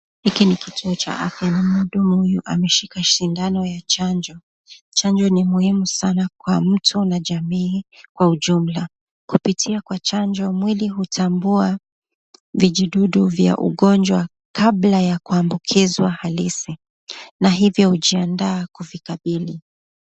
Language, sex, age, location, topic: Swahili, female, 25-35, Nakuru, health